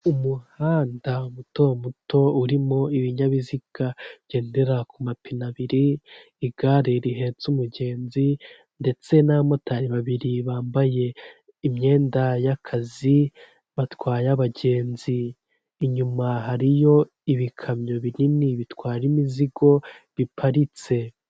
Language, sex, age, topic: Kinyarwanda, male, 18-24, government